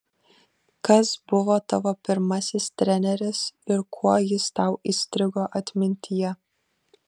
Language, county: Lithuanian, Kaunas